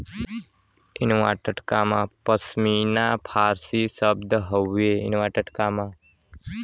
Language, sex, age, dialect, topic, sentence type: Bhojpuri, male, <18, Western, agriculture, statement